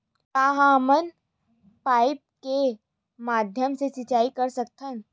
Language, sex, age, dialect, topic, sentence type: Chhattisgarhi, female, 25-30, Western/Budati/Khatahi, agriculture, question